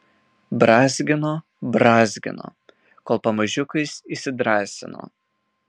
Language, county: Lithuanian, Marijampolė